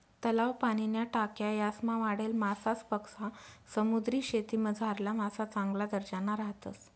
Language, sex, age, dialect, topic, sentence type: Marathi, female, 31-35, Northern Konkan, agriculture, statement